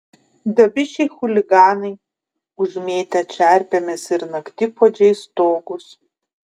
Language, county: Lithuanian, Kaunas